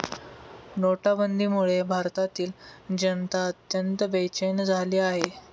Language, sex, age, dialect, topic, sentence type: Marathi, male, 18-24, Standard Marathi, banking, statement